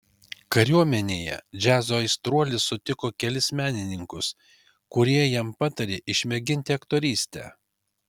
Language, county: Lithuanian, Kaunas